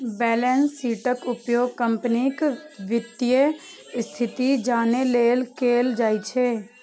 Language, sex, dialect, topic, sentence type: Maithili, female, Eastern / Thethi, banking, statement